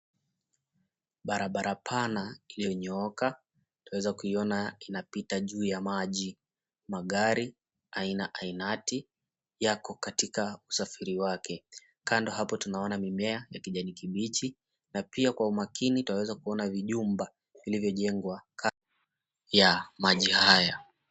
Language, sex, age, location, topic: Swahili, male, 25-35, Mombasa, government